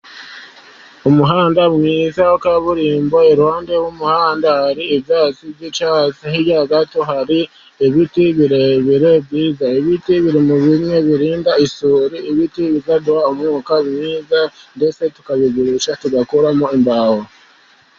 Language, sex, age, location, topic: Kinyarwanda, male, 50+, Musanze, government